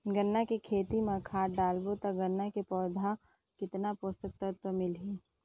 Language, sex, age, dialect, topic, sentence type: Chhattisgarhi, female, 31-35, Northern/Bhandar, agriculture, question